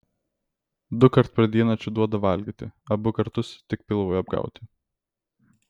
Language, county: Lithuanian, Vilnius